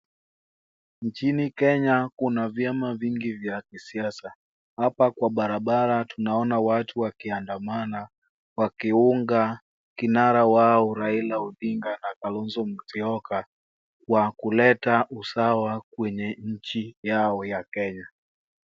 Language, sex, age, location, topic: Swahili, male, 18-24, Wajir, government